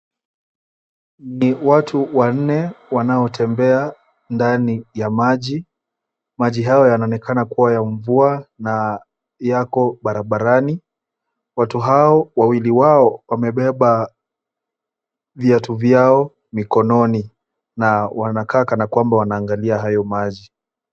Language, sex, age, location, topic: Swahili, male, 18-24, Kisumu, health